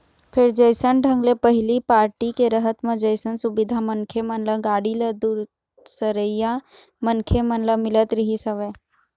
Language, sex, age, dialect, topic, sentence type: Chhattisgarhi, female, 36-40, Eastern, banking, statement